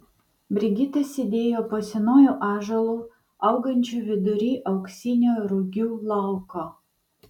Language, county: Lithuanian, Vilnius